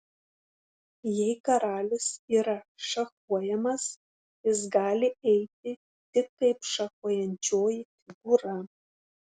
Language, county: Lithuanian, Šiauliai